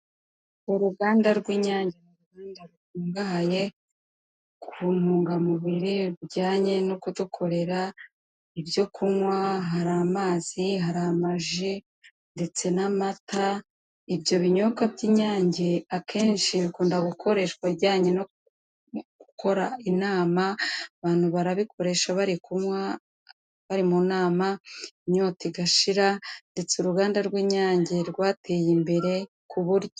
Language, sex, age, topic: Kinyarwanda, female, 36-49, government